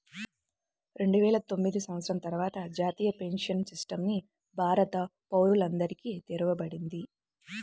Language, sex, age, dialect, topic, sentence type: Telugu, female, 18-24, Central/Coastal, banking, statement